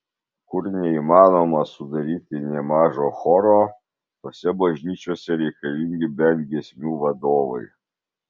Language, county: Lithuanian, Vilnius